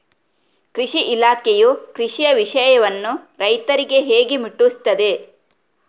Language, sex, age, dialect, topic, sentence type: Kannada, female, 36-40, Coastal/Dakshin, agriculture, question